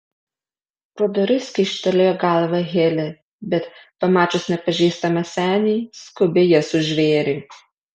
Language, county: Lithuanian, Alytus